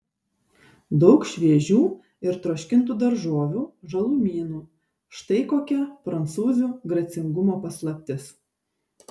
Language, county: Lithuanian, Šiauliai